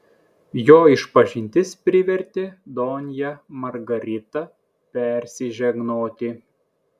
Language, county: Lithuanian, Klaipėda